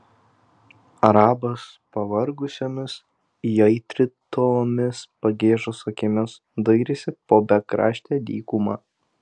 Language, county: Lithuanian, Telšiai